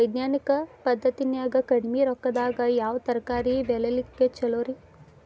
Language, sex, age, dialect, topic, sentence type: Kannada, female, 25-30, Dharwad Kannada, agriculture, question